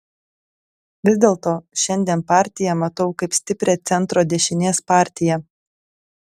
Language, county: Lithuanian, Telšiai